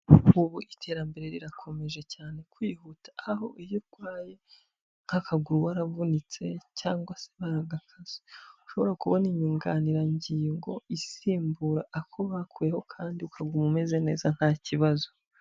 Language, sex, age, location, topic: Kinyarwanda, male, 25-35, Huye, health